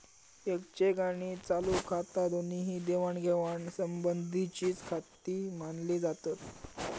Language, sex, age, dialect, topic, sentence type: Marathi, male, 36-40, Southern Konkan, banking, statement